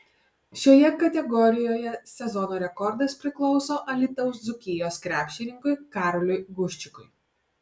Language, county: Lithuanian, Alytus